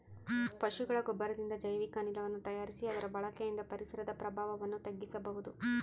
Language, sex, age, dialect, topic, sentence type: Kannada, female, 25-30, Central, agriculture, statement